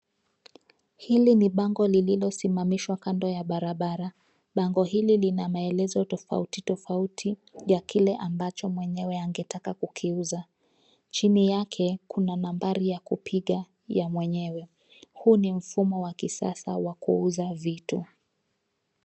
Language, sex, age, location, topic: Swahili, female, 25-35, Nairobi, finance